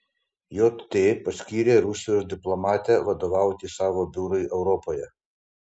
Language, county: Lithuanian, Panevėžys